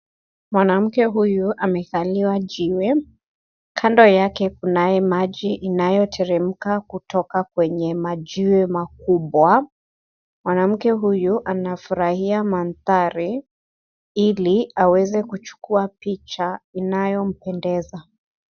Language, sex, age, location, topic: Swahili, female, 25-35, Nairobi, government